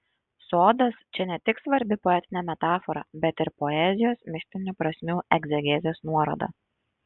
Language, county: Lithuanian, Šiauliai